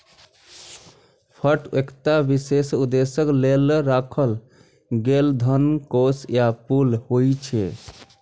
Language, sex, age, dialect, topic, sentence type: Maithili, male, 25-30, Eastern / Thethi, banking, statement